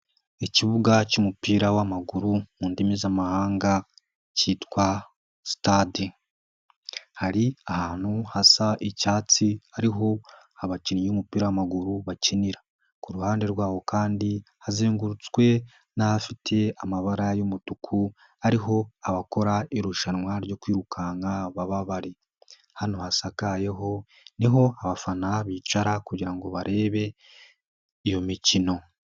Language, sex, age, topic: Kinyarwanda, male, 18-24, government